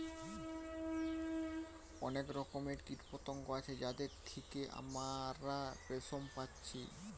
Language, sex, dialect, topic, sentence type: Bengali, male, Western, agriculture, statement